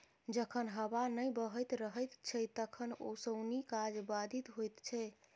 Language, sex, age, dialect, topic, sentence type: Maithili, female, 25-30, Southern/Standard, agriculture, statement